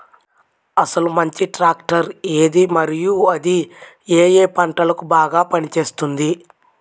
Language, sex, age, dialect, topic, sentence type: Telugu, male, 18-24, Central/Coastal, agriculture, question